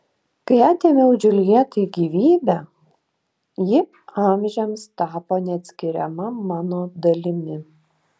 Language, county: Lithuanian, Šiauliai